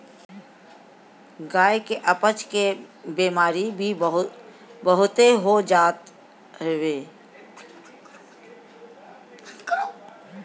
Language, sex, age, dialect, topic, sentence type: Bhojpuri, female, 51-55, Northern, agriculture, statement